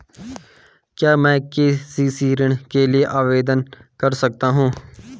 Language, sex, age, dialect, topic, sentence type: Hindi, male, 18-24, Garhwali, banking, question